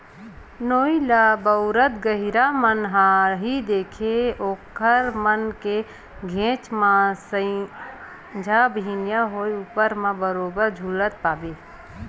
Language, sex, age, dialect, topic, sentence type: Chhattisgarhi, female, 36-40, Western/Budati/Khatahi, agriculture, statement